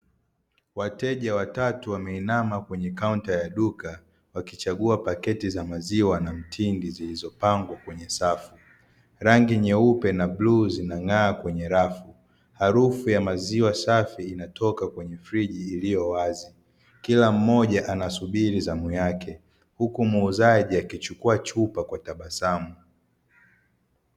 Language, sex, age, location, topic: Swahili, male, 50+, Dar es Salaam, finance